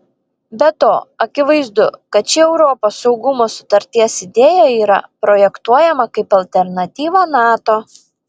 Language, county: Lithuanian, Vilnius